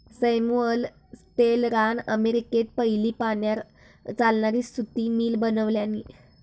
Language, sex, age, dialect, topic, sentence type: Marathi, female, 25-30, Southern Konkan, agriculture, statement